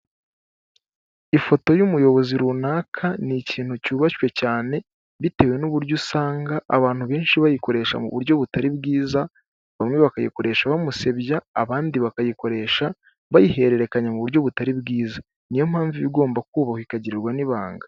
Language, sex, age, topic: Kinyarwanda, male, 18-24, government